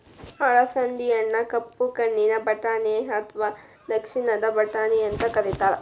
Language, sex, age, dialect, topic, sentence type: Kannada, female, 18-24, Dharwad Kannada, agriculture, statement